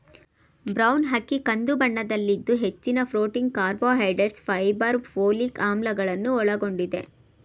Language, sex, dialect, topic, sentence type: Kannada, female, Mysore Kannada, agriculture, statement